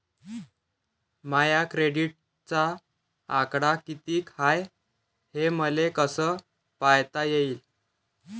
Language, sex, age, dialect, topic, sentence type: Marathi, male, 18-24, Varhadi, banking, question